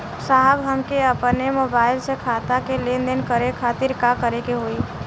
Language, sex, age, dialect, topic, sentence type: Bhojpuri, female, 18-24, Western, banking, question